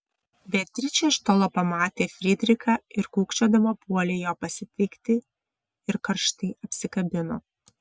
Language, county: Lithuanian, Vilnius